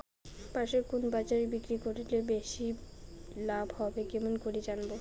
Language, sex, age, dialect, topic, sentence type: Bengali, female, 18-24, Rajbangshi, agriculture, question